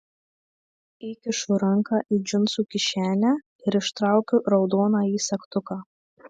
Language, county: Lithuanian, Marijampolė